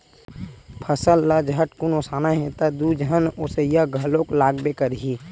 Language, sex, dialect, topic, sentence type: Chhattisgarhi, male, Western/Budati/Khatahi, agriculture, statement